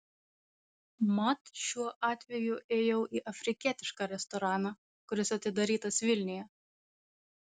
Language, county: Lithuanian, Vilnius